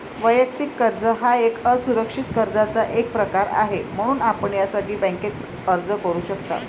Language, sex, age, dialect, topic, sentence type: Marathi, female, 56-60, Varhadi, banking, statement